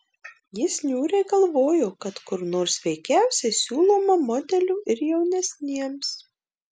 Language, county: Lithuanian, Marijampolė